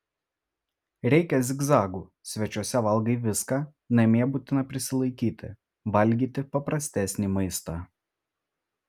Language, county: Lithuanian, Vilnius